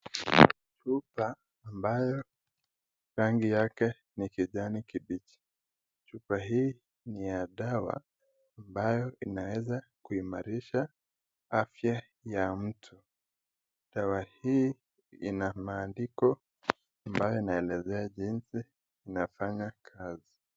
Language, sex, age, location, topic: Swahili, male, 25-35, Nakuru, health